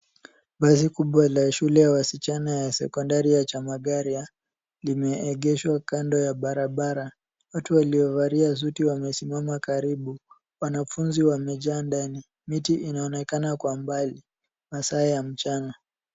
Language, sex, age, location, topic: Swahili, male, 18-24, Nairobi, education